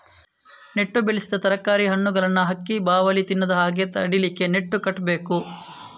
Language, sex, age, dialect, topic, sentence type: Kannada, male, 18-24, Coastal/Dakshin, agriculture, statement